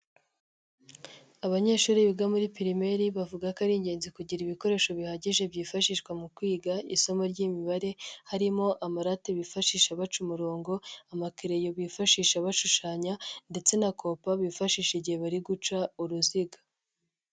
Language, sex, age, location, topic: Kinyarwanda, male, 25-35, Nyagatare, education